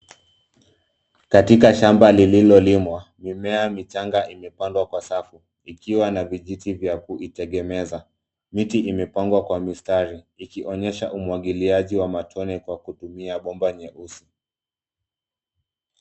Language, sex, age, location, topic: Swahili, male, 25-35, Nairobi, agriculture